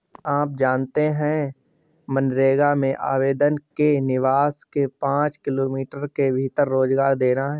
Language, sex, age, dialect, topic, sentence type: Hindi, male, 36-40, Awadhi Bundeli, banking, statement